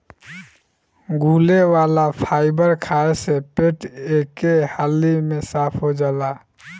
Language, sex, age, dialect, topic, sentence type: Bhojpuri, male, 18-24, Southern / Standard, agriculture, statement